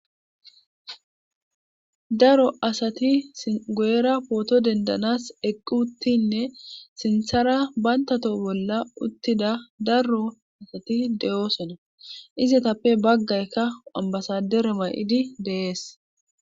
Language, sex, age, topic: Gamo, female, 25-35, government